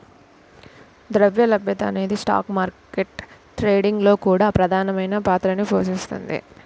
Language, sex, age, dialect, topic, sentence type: Telugu, female, 18-24, Central/Coastal, banking, statement